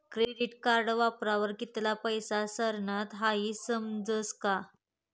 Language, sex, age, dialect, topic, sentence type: Marathi, female, 25-30, Northern Konkan, banking, statement